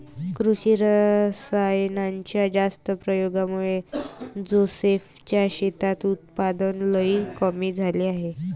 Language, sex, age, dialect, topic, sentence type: Marathi, female, 25-30, Varhadi, agriculture, statement